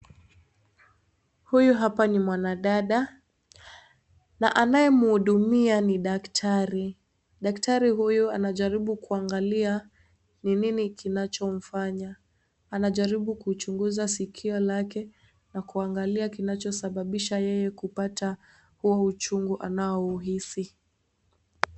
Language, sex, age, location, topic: Swahili, female, 18-24, Kisii, health